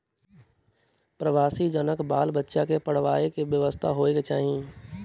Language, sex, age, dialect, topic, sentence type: Maithili, male, 18-24, Southern/Standard, agriculture, statement